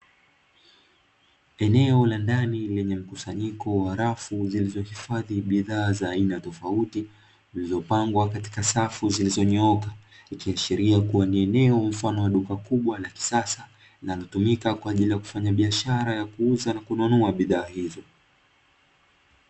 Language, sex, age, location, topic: Swahili, male, 18-24, Dar es Salaam, finance